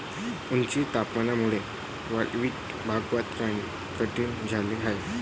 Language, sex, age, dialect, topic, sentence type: Marathi, male, 18-24, Varhadi, agriculture, statement